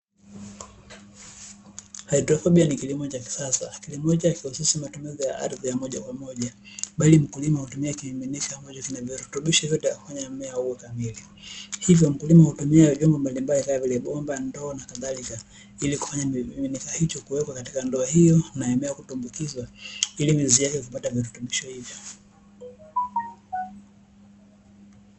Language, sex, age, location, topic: Swahili, male, 18-24, Dar es Salaam, agriculture